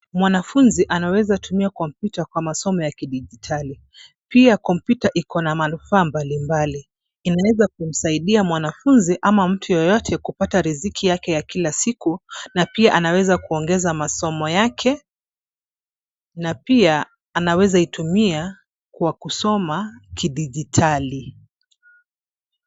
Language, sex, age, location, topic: Swahili, female, 25-35, Nairobi, education